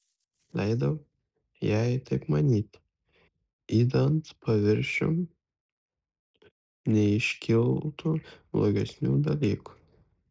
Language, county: Lithuanian, Kaunas